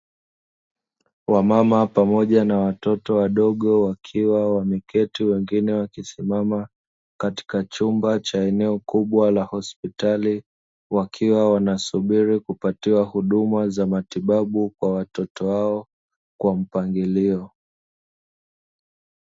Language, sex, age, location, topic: Swahili, male, 25-35, Dar es Salaam, health